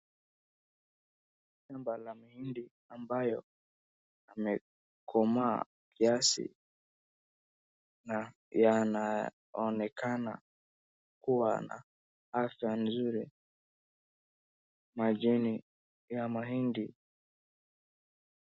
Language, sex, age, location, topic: Swahili, male, 36-49, Wajir, agriculture